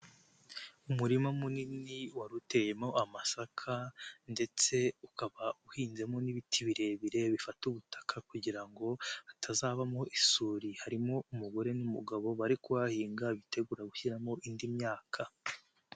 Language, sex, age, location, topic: Kinyarwanda, male, 18-24, Nyagatare, agriculture